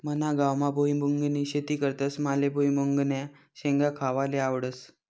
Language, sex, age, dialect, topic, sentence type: Marathi, male, 18-24, Northern Konkan, agriculture, statement